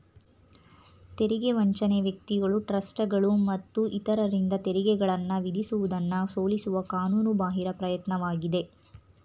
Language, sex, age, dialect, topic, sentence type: Kannada, female, 25-30, Mysore Kannada, banking, statement